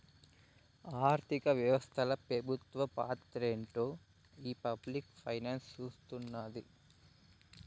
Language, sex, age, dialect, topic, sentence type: Telugu, male, 18-24, Southern, banking, statement